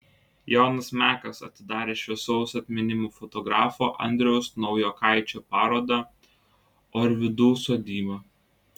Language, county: Lithuanian, Klaipėda